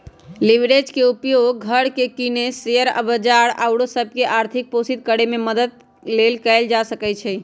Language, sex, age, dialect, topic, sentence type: Magahi, female, 31-35, Western, banking, statement